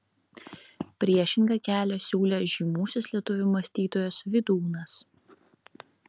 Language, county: Lithuanian, Klaipėda